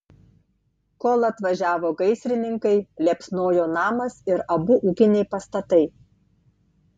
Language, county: Lithuanian, Tauragė